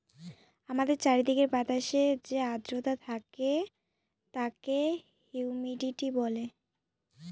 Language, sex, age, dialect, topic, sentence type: Bengali, female, 25-30, Northern/Varendri, agriculture, statement